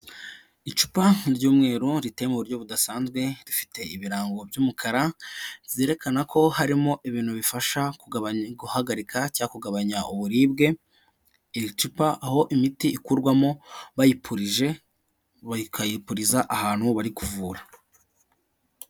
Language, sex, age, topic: Kinyarwanda, male, 18-24, health